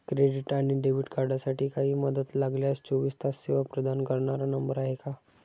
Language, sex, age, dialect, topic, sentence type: Marathi, male, 60-100, Standard Marathi, banking, question